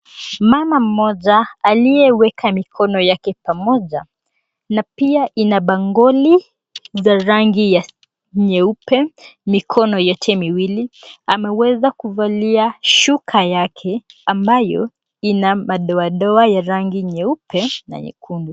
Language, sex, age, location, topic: Swahili, female, 18-24, Mombasa, government